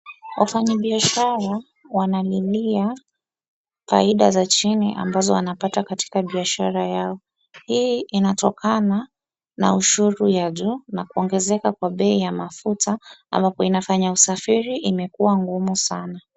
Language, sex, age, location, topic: Swahili, female, 25-35, Wajir, finance